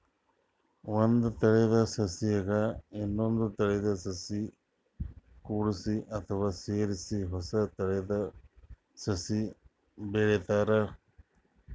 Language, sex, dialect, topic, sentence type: Kannada, male, Northeastern, agriculture, statement